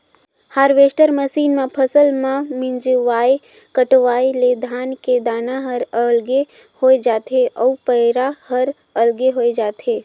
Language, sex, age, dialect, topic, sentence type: Chhattisgarhi, female, 18-24, Northern/Bhandar, agriculture, statement